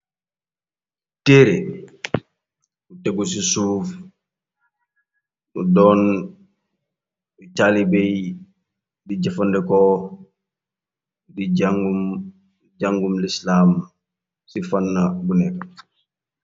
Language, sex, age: Wolof, male, 25-35